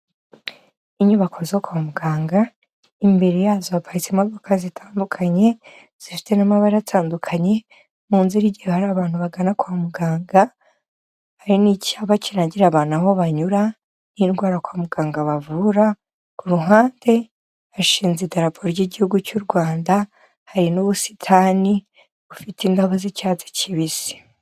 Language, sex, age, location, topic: Kinyarwanda, female, 25-35, Kigali, health